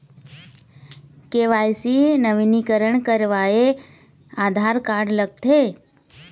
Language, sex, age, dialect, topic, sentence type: Chhattisgarhi, female, 25-30, Eastern, banking, question